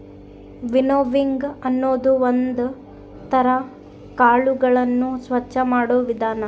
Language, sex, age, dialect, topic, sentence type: Kannada, female, 18-24, Central, agriculture, statement